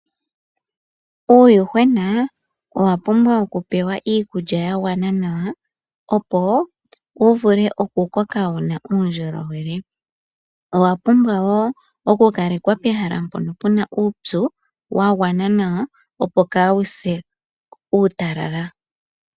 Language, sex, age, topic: Oshiwambo, female, 25-35, agriculture